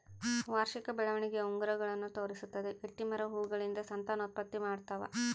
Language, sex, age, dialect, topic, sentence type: Kannada, female, 25-30, Central, agriculture, statement